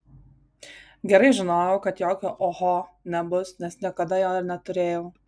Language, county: Lithuanian, Vilnius